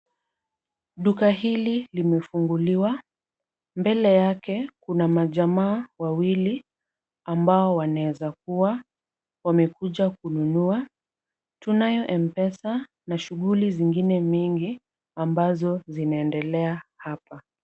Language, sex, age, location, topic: Swahili, female, 18-24, Kisumu, finance